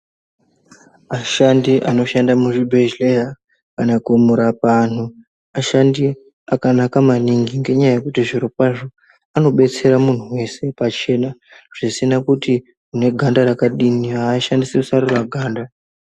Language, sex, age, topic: Ndau, female, 36-49, health